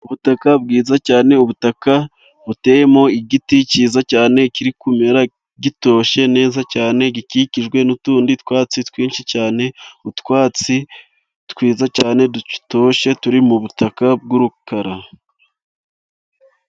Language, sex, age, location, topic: Kinyarwanda, male, 25-35, Musanze, agriculture